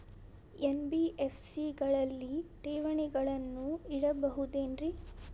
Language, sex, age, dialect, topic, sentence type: Kannada, female, 18-24, Dharwad Kannada, banking, question